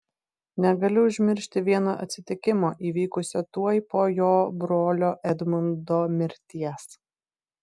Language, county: Lithuanian, Vilnius